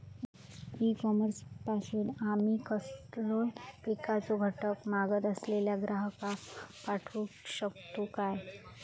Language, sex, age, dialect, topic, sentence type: Marathi, female, 18-24, Southern Konkan, agriculture, question